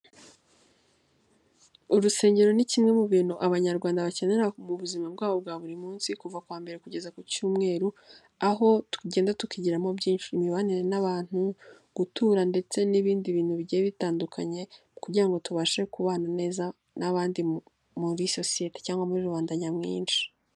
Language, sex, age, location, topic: Kinyarwanda, female, 18-24, Nyagatare, finance